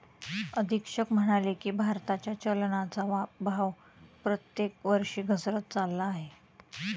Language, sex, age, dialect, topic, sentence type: Marathi, female, 31-35, Standard Marathi, banking, statement